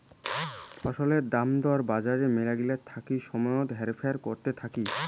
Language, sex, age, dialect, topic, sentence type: Bengali, male, 18-24, Rajbangshi, agriculture, statement